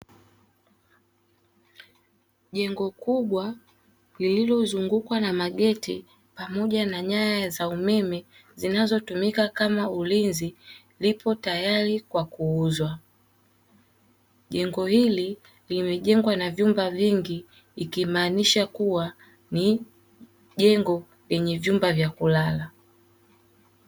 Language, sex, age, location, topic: Swahili, female, 18-24, Dar es Salaam, finance